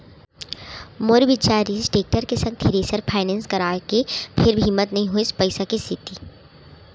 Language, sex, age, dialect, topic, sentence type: Chhattisgarhi, female, 36-40, Central, banking, statement